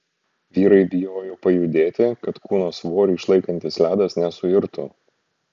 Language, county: Lithuanian, Šiauliai